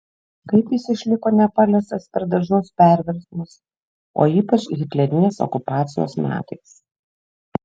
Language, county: Lithuanian, Šiauliai